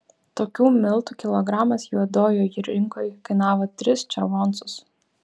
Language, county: Lithuanian, Vilnius